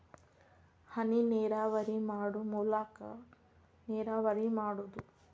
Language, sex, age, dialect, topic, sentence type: Kannada, female, 25-30, Dharwad Kannada, agriculture, statement